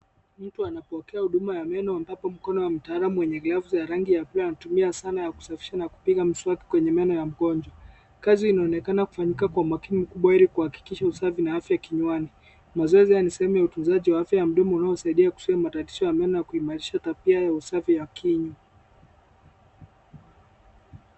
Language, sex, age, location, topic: Swahili, male, 25-35, Kisumu, health